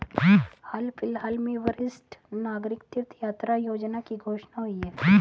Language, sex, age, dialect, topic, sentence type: Hindi, female, 36-40, Hindustani Malvi Khadi Boli, banking, statement